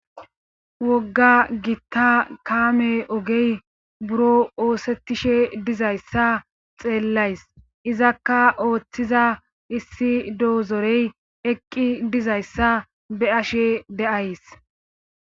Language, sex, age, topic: Gamo, female, 25-35, government